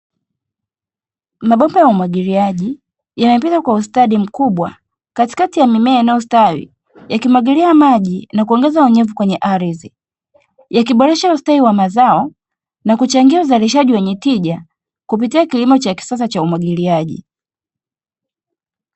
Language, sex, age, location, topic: Swahili, female, 25-35, Dar es Salaam, agriculture